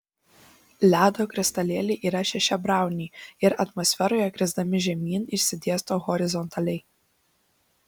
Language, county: Lithuanian, Šiauliai